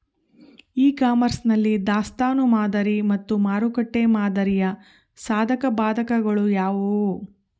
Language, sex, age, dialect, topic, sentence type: Kannada, female, 36-40, Central, agriculture, question